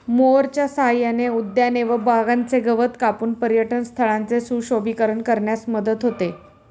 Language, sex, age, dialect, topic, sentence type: Marathi, female, 36-40, Standard Marathi, agriculture, statement